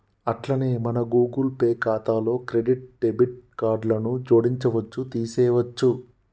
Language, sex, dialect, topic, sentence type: Telugu, male, Telangana, banking, statement